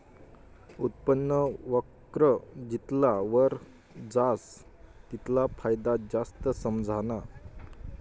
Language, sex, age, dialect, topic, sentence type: Marathi, male, 25-30, Northern Konkan, banking, statement